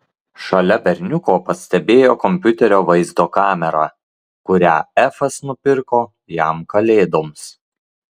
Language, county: Lithuanian, Klaipėda